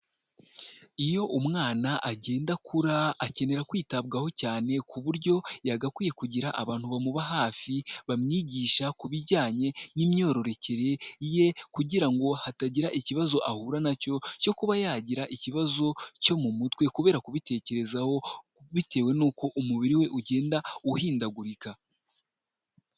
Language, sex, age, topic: Kinyarwanda, male, 18-24, health